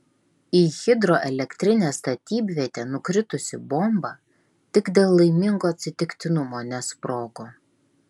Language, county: Lithuanian, Klaipėda